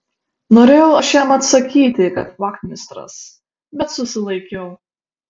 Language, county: Lithuanian, Šiauliai